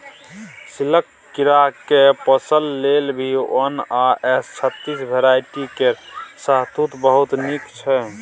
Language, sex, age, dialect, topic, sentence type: Maithili, male, 31-35, Bajjika, agriculture, statement